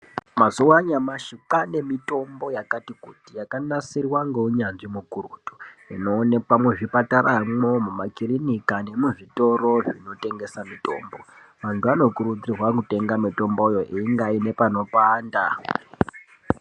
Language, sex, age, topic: Ndau, female, 25-35, health